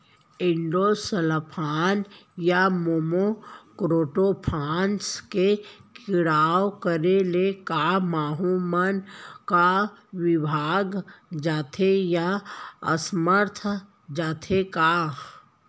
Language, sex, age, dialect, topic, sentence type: Chhattisgarhi, female, 31-35, Central, agriculture, question